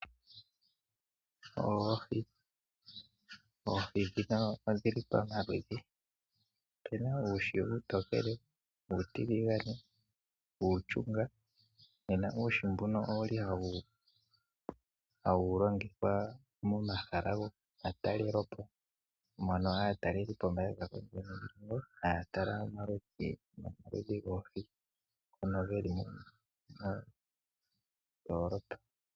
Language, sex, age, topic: Oshiwambo, male, 25-35, agriculture